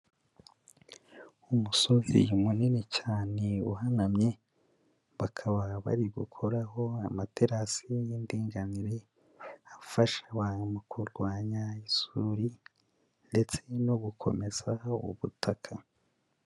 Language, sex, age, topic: Kinyarwanda, male, 25-35, agriculture